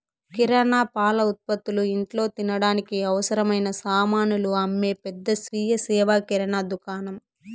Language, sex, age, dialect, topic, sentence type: Telugu, female, 18-24, Southern, agriculture, statement